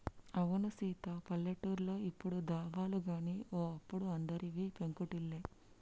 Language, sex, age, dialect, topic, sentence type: Telugu, female, 60-100, Telangana, agriculture, statement